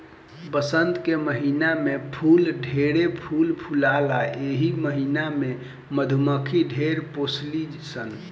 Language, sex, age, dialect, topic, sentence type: Bhojpuri, male, 18-24, Southern / Standard, agriculture, statement